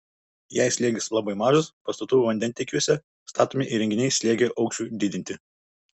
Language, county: Lithuanian, Utena